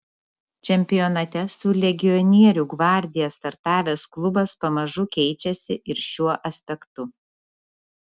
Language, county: Lithuanian, Šiauliai